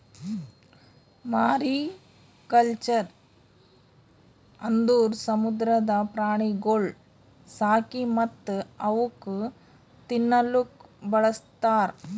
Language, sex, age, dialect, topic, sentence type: Kannada, female, 36-40, Northeastern, agriculture, statement